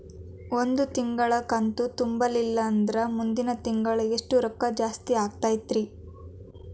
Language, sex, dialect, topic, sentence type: Kannada, female, Dharwad Kannada, banking, question